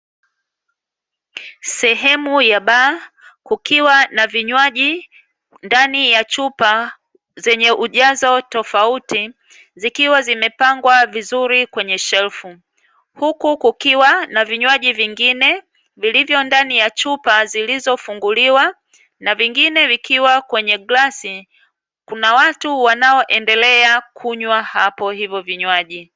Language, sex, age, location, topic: Swahili, female, 36-49, Dar es Salaam, finance